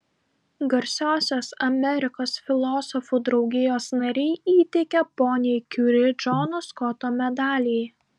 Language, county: Lithuanian, Klaipėda